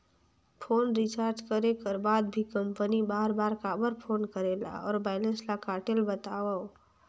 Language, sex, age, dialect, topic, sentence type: Chhattisgarhi, female, 46-50, Northern/Bhandar, banking, question